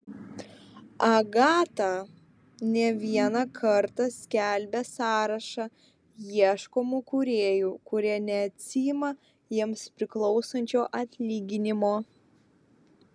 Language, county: Lithuanian, Vilnius